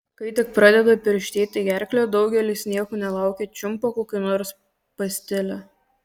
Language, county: Lithuanian, Kaunas